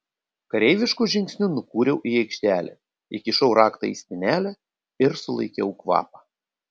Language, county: Lithuanian, Panevėžys